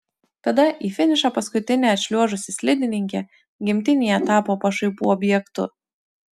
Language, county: Lithuanian, Utena